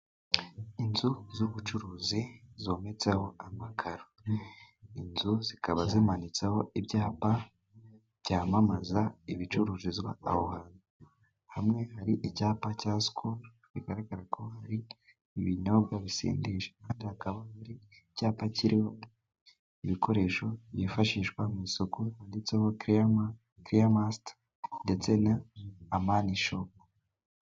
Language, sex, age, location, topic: Kinyarwanda, male, 18-24, Musanze, finance